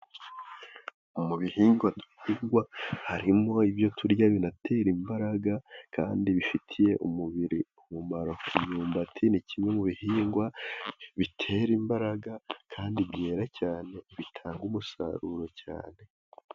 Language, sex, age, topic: Kinyarwanda, male, 18-24, agriculture